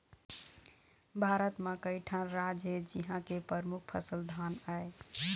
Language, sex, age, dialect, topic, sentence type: Chhattisgarhi, female, 31-35, Eastern, agriculture, statement